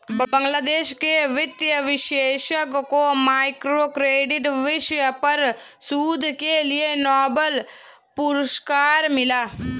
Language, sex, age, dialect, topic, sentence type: Hindi, female, 18-24, Hindustani Malvi Khadi Boli, banking, statement